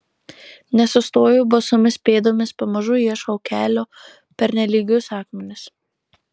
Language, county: Lithuanian, Marijampolė